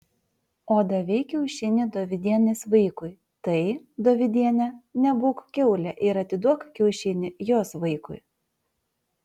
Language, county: Lithuanian, Vilnius